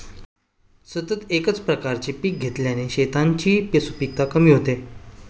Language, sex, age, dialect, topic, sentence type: Marathi, male, 25-30, Standard Marathi, agriculture, statement